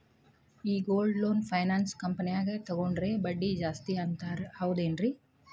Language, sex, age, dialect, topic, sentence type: Kannada, female, 31-35, Dharwad Kannada, banking, question